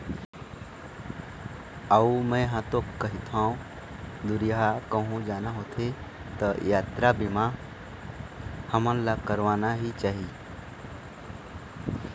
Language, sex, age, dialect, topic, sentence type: Chhattisgarhi, male, 25-30, Eastern, banking, statement